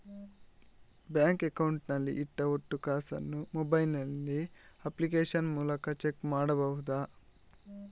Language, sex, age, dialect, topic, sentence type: Kannada, male, 41-45, Coastal/Dakshin, banking, question